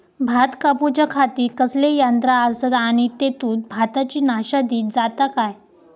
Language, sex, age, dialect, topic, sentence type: Marathi, female, 18-24, Southern Konkan, agriculture, question